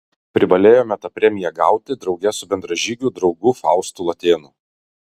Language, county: Lithuanian, Kaunas